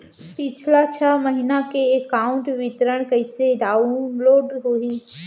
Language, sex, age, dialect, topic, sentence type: Chhattisgarhi, female, 18-24, Central, banking, question